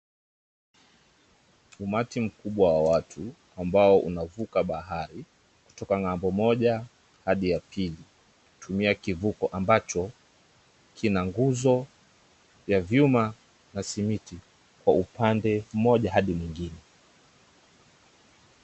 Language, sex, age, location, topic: Swahili, male, 36-49, Mombasa, government